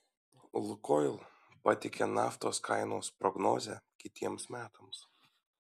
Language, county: Lithuanian, Šiauliai